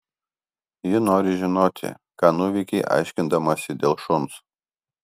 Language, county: Lithuanian, Kaunas